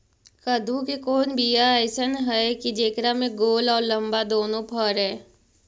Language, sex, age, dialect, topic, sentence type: Magahi, female, 36-40, Central/Standard, agriculture, question